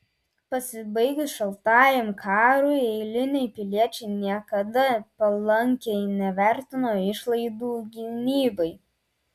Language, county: Lithuanian, Telšiai